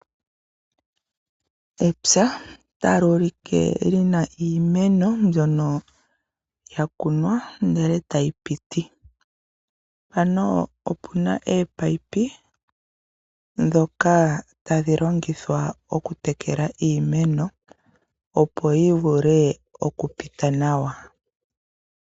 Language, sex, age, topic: Oshiwambo, female, 25-35, agriculture